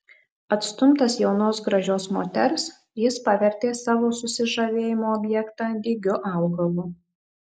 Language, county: Lithuanian, Marijampolė